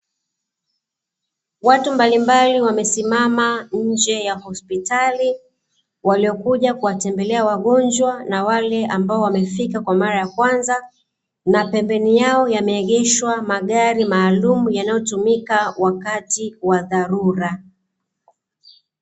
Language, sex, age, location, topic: Swahili, female, 36-49, Dar es Salaam, health